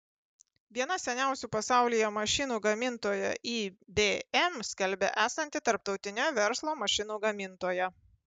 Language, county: Lithuanian, Panevėžys